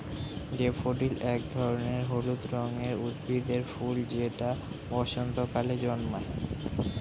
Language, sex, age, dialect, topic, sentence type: Bengali, male, 18-24, Standard Colloquial, agriculture, statement